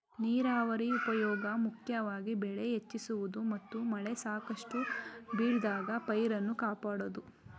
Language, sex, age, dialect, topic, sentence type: Kannada, male, 31-35, Mysore Kannada, agriculture, statement